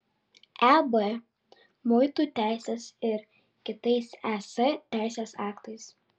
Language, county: Lithuanian, Vilnius